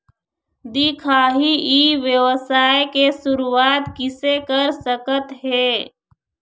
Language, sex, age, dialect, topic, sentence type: Chhattisgarhi, female, 41-45, Eastern, agriculture, question